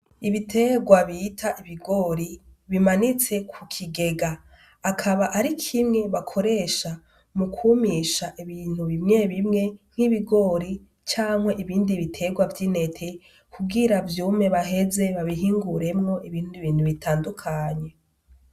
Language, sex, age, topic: Rundi, female, 18-24, agriculture